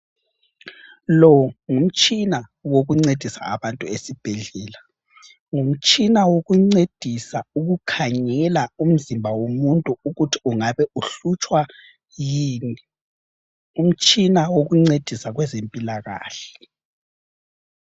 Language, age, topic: North Ndebele, 25-35, health